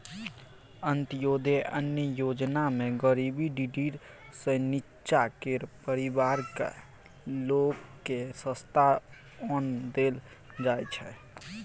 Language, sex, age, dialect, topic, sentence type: Maithili, male, 18-24, Bajjika, agriculture, statement